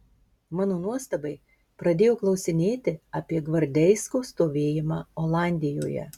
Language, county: Lithuanian, Marijampolė